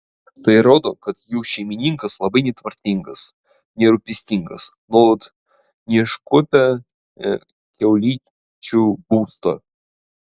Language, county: Lithuanian, Vilnius